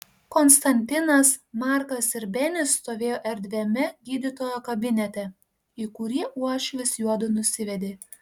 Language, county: Lithuanian, Panevėžys